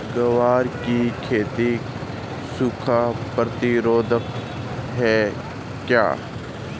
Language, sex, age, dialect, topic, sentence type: Hindi, male, 25-30, Marwari Dhudhari, agriculture, question